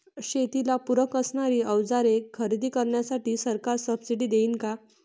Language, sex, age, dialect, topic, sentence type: Marathi, female, 46-50, Varhadi, agriculture, question